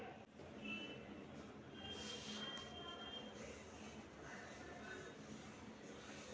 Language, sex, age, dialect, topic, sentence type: Telugu, female, 18-24, Utterandhra, agriculture, question